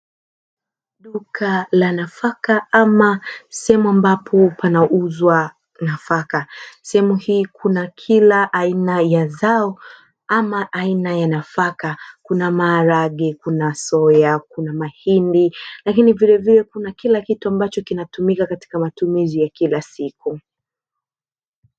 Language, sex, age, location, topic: Swahili, female, 25-35, Dar es Salaam, agriculture